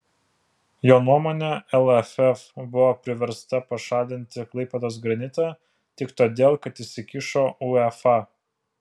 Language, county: Lithuanian, Vilnius